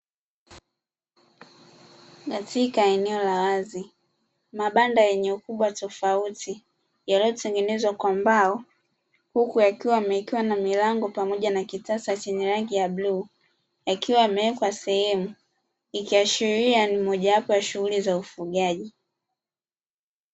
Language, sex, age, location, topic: Swahili, female, 25-35, Dar es Salaam, agriculture